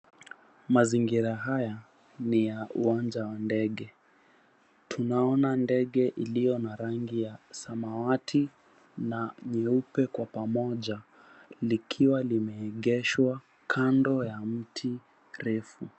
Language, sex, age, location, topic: Swahili, female, 50+, Mombasa, government